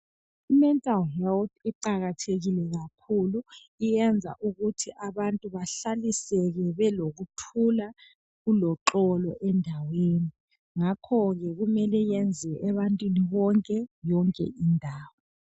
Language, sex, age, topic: North Ndebele, male, 25-35, health